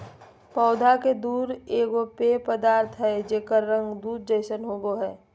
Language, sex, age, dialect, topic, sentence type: Magahi, female, 25-30, Southern, agriculture, statement